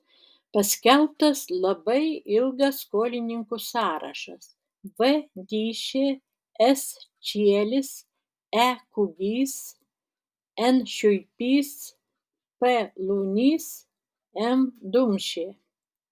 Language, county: Lithuanian, Tauragė